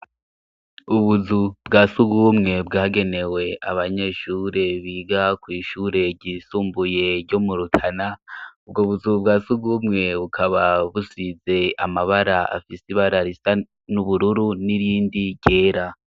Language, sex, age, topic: Rundi, male, 18-24, education